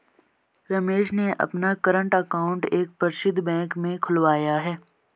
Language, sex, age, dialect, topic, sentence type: Hindi, male, 18-24, Garhwali, banking, statement